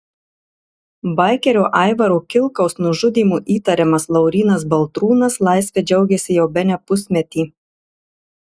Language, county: Lithuanian, Marijampolė